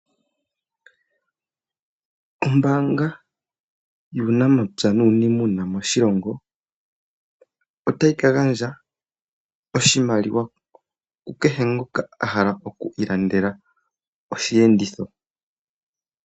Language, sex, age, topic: Oshiwambo, male, 25-35, finance